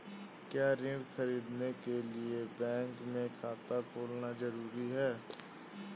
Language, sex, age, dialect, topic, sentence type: Hindi, male, 18-24, Awadhi Bundeli, banking, question